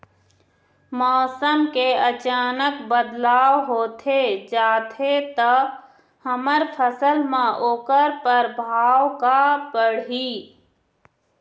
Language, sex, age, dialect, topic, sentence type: Chhattisgarhi, female, 25-30, Eastern, agriculture, question